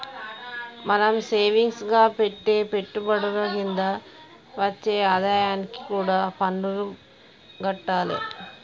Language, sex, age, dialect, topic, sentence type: Telugu, female, 41-45, Telangana, banking, statement